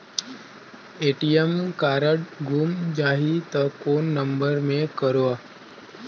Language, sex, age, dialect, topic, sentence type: Chhattisgarhi, male, 25-30, Northern/Bhandar, banking, question